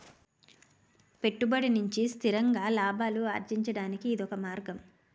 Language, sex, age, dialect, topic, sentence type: Telugu, female, 36-40, Utterandhra, banking, statement